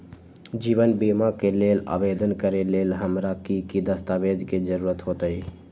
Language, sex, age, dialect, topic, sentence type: Magahi, female, 18-24, Western, banking, question